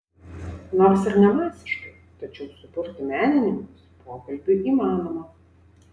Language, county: Lithuanian, Vilnius